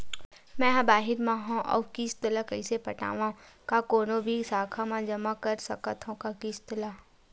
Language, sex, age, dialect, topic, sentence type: Chhattisgarhi, female, 51-55, Western/Budati/Khatahi, banking, question